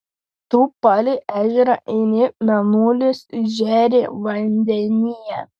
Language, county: Lithuanian, Panevėžys